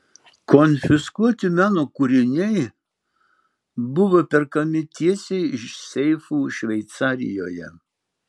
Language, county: Lithuanian, Marijampolė